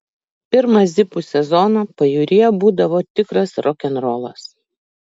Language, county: Lithuanian, Kaunas